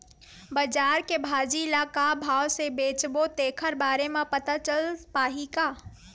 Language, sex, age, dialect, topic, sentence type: Chhattisgarhi, female, 18-24, Western/Budati/Khatahi, agriculture, question